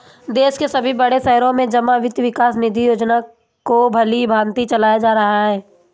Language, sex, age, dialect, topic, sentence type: Hindi, female, 18-24, Marwari Dhudhari, banking, statement